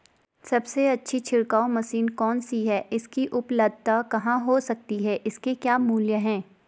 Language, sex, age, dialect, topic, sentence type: Hindi, female, 25-30, Garhwali, agriculture, question